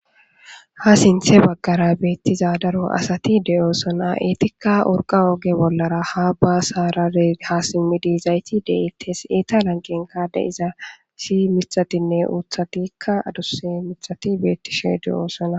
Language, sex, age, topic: Gamo, male, 18-24, government